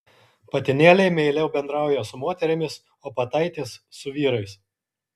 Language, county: Lithuanian, Kaunas